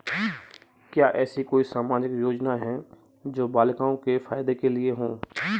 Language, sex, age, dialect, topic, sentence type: Hindi, male, 25-30, Marwari Dhudhari, banking, statement